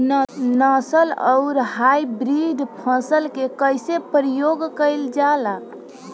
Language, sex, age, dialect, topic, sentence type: Bhojpuri, female, <18, Southern / Standard, agriculture, question